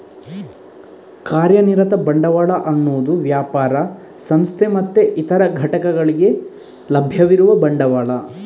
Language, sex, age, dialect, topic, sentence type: Kannada, male, 41-45, Coastal/Dakshin, banking, statement